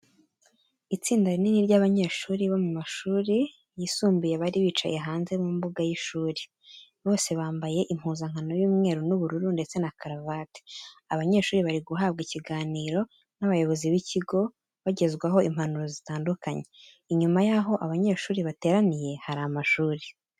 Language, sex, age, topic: Kinyarwanda, female, 18-24, education